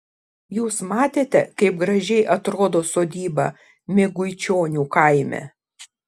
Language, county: Lithuanian, Šiauliai